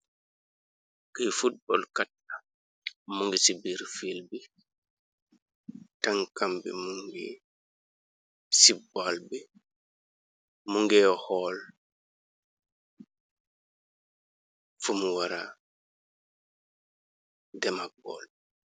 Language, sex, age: Wolof, male, 36-49